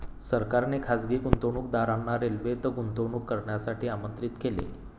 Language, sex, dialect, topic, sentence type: Marathi, male, Standard Marathi, banking, statement